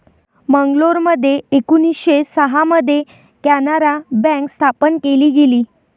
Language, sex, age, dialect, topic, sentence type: Marathi, female, 18-24, Varhadi, banking, statement